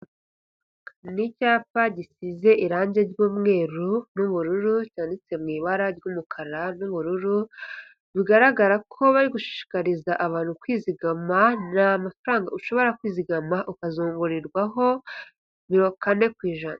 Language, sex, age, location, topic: Kinyarwanda, female, 50+, Kigali, finance